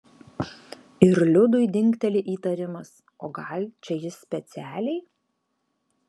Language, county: Lithuanian, Alytus